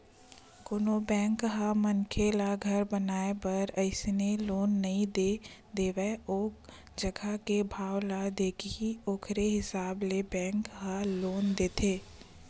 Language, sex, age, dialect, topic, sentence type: Chhattisgarhi, female, 25-30, Western/Budati/Khatahi, banking, statement